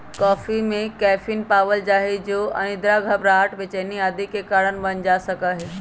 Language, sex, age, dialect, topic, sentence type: Magahi, female, 25-30, Western, agriculture, statement